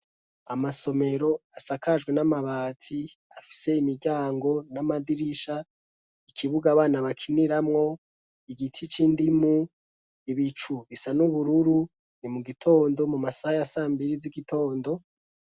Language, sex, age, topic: Rundi, male, 25-35, education